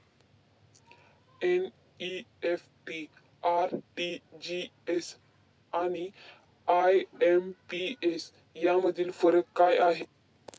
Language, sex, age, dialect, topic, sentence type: Marathi, male, 18-24, Standard Marathi, banking, question